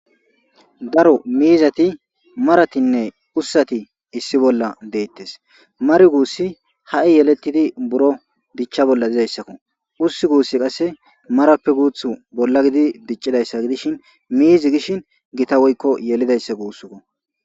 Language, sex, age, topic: Gamo, male, 18-24, agriculture